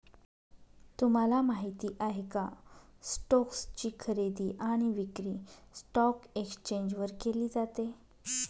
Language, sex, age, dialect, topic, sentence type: Marathi, female, 25-30, Northern Konkan, banking, statement